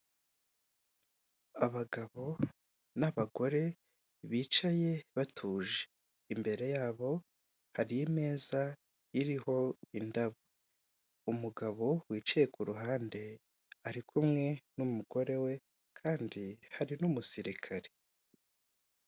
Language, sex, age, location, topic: Kinyarwanda, male, 18-24, Kigali, government